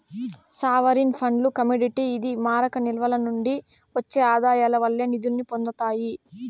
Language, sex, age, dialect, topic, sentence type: Telugu, female, 18-24, Southern, banking, statement